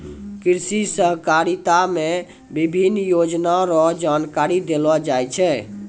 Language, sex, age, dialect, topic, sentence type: Maithili, male, 18-24, Angika, agriculture, statement